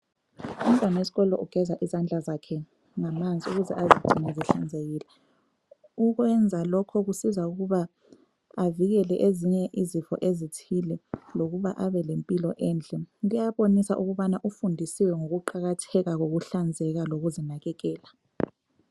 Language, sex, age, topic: North Ndebele, female, 25-35, health